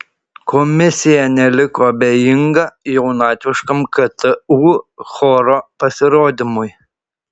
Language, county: Lithuanian, Šiauliai